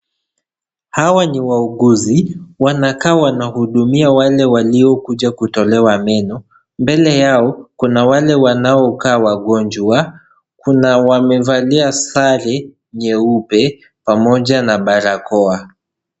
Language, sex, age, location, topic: Swahili, male, 18-24, Kisii, health